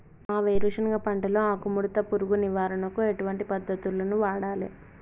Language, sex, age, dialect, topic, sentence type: Telugu, female, 18-24, Telangana, agriculture, question